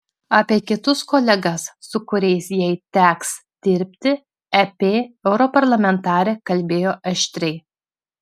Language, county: Lithuanian, Klaipėda